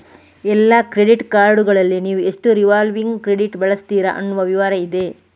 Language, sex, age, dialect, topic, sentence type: Kannada, female, 18-24, Coastal/Dakshin, banking, statement